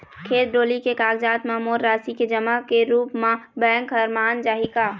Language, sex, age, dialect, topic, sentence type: Chhattisgarhi, female, 25-30, Eastern, banking, question